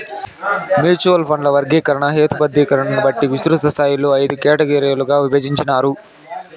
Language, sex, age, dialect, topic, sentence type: Telugu, male, 18-24, Southern, banking, statement